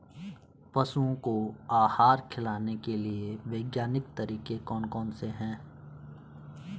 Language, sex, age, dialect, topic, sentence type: Hindi, male, 25-30, Garhwali, agriculture, question